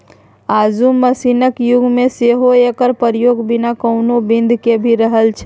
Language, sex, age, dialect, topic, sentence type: Maithili, male, 25-30, Bajjika, agriculture, statement